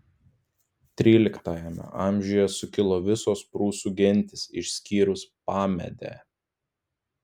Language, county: Lithuanian, Klaipėda